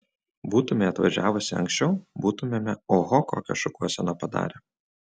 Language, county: Lithuanian, Utena